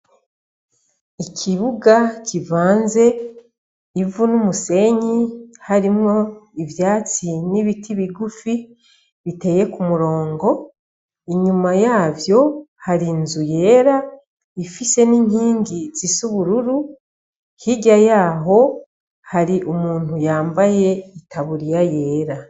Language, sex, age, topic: Rundi, female, 36-49, education